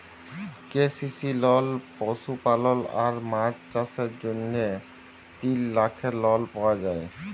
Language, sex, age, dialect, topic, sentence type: Bengali, male, 18-24, Jharkhandi, agriculture, statement